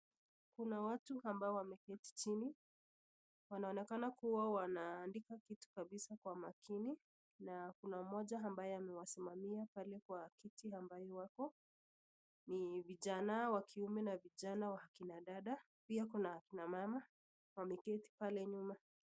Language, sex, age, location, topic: Swahili, female, 25-35, Nakuru, government